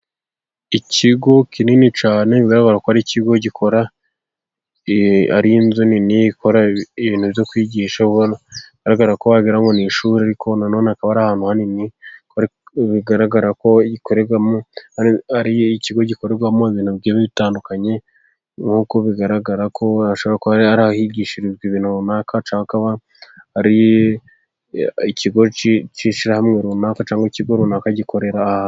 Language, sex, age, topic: Kinyarwanda, male, 18-24, government